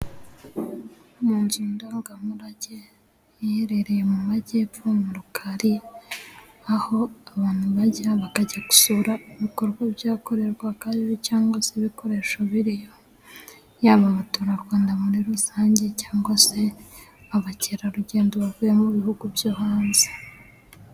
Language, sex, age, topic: Kinyarwanda, female, 18-24, government